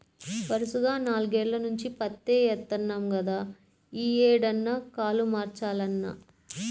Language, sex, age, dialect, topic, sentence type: Telugu, female, 25-30, Central/Coastal, agriculture, statement